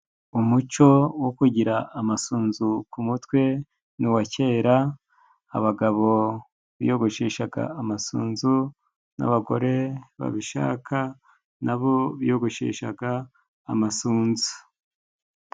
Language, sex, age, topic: Kinyarwanda, male, 36-49, government